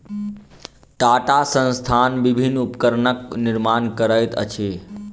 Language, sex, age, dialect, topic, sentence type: Maithili, male, 25-30, Southern/Standard, agriculture, statement